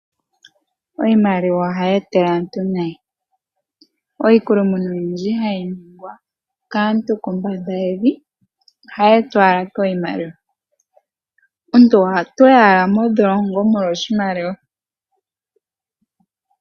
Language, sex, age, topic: Oshiwambo, female, 18-24, finance